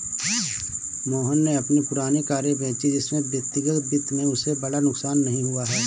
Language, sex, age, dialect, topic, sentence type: Hindi, male, 25-30, Awadhi Bundeli, banking, statement